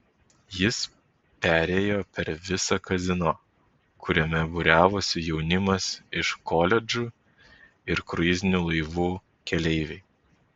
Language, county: Lithuanian, Vilnius